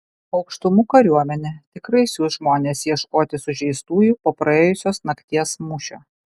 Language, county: Lithuanian, Kaunas